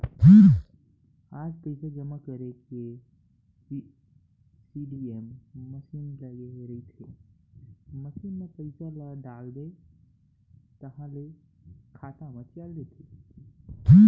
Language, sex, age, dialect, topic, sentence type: Chhattisgarhi, male, 60-100, Western/Budati/Khatahi, banking, statement